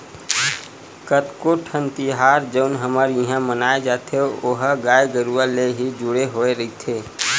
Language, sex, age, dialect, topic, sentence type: Chhattisgarhi, male, 18-24, Western/Budati/Khatahi, agriculture, statement